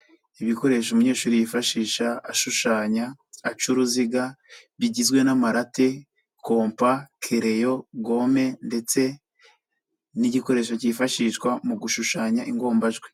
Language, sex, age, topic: Kinyarwanda, male, 25-35, education